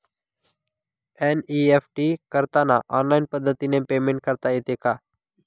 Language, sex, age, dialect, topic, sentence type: Marathi, male, 36-40, Northern Konkan, banking, question